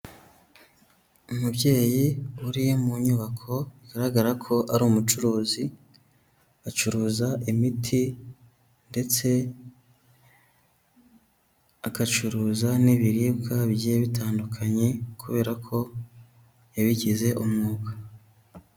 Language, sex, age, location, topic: Kinyarwanda, male, 18-24, Huye, agriculture